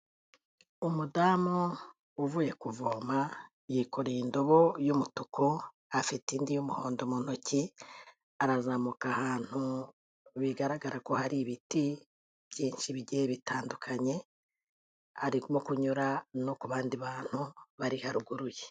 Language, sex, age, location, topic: Kinyarwanda, female, 36-49, Kigali, health